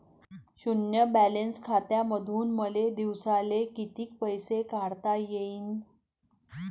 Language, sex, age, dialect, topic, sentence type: Marathi, female, 41-45, Varhadi, banking, question